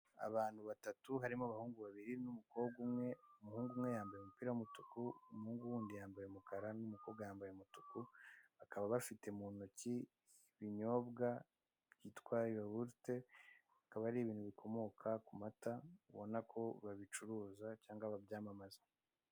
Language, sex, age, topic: Kinyarwanda, male, 25-35, finance